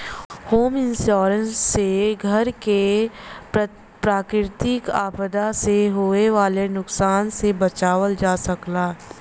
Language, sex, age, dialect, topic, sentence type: Bhojpuri, female, 25-30, Western, banking, statement